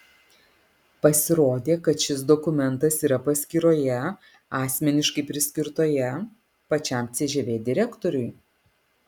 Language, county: Lithuanian, Alytus